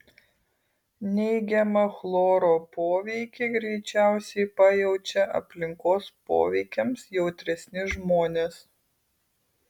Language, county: Lithuanian, Kaunas